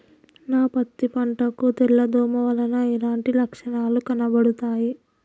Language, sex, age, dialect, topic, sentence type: Telugu, female, 18-24, Telangana, agriculture, question